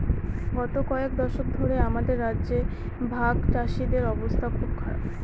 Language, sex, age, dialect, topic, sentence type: Bengali, female, 60-100, Northern/Varendri, agriculture, statement